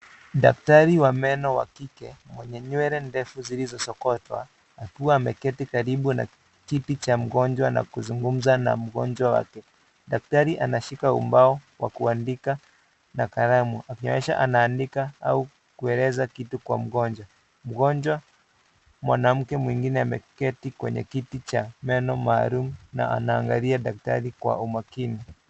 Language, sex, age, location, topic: Swahili, male, 25-35, Kisii, health